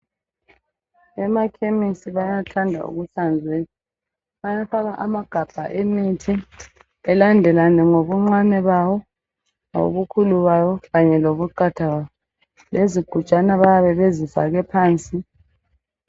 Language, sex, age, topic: North Ndebele, male, 25-35, health